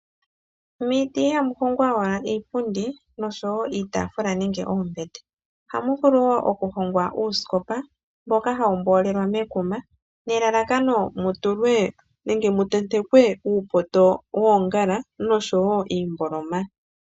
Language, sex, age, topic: Oshiwambo, female, 25-35, finance